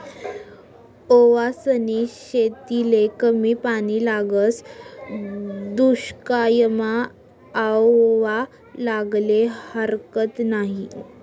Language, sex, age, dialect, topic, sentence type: Marathi, female, 18-24, Northern Konkan, agriculture, statement